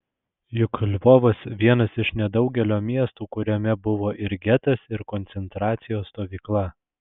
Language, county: Lithuanian, Alytus